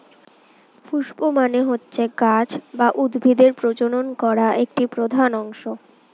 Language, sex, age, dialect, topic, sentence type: Bengali, female, 18-24, Standard Colloquial, agriculture, statement